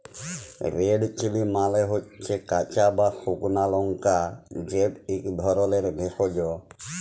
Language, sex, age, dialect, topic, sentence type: Bengali, male, 25-30, Jharkhandi, agriculture, statement